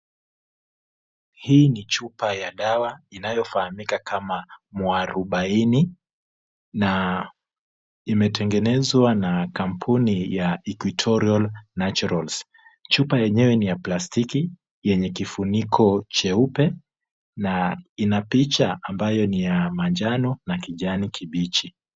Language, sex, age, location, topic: Swahili, male, 25-35, Kisumu, health